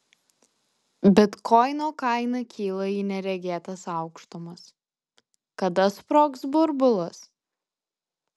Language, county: Lithuanian, Alytus